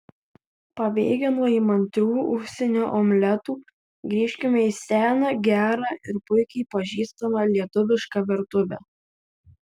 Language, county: Lithuanian, Vilnius